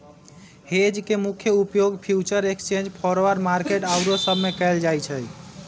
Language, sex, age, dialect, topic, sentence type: Magahi, male, 18-24, Western, banking, statement